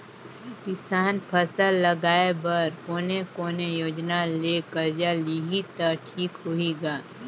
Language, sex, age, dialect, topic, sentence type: Chhattisgarhi, female, 18-24, Northern/Bhandar, agriculture, question